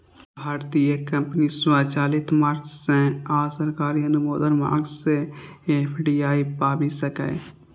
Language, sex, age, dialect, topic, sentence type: Maithili, male, 18-24, Eastern / Thethi, banking, statement